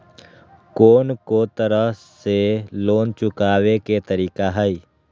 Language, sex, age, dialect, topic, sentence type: Magahi, male, 18-24, Western, banking, statement